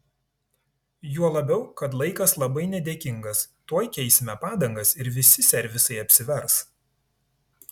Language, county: Lithuanian, Tauragė